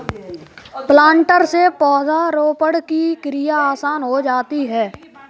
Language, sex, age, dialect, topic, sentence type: Hindi, male, 18-24, Kanauji Braj Bhasha, agriculture, statement